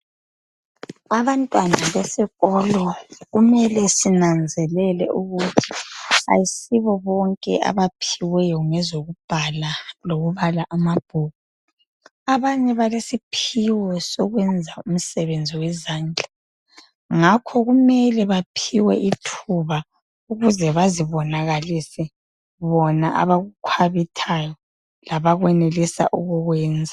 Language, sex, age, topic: North Ndebele, female, 25-35, education